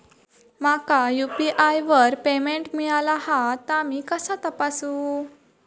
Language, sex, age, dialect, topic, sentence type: Marathi, female, 18-24, Southern Konkan, banking, question